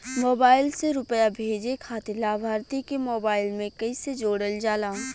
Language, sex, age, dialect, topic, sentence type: Bhojpuri, female, 25-30, Western, banking, question